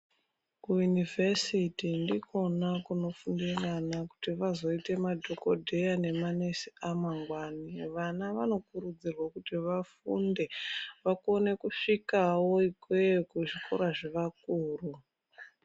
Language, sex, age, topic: Ndau, female, 25-35, education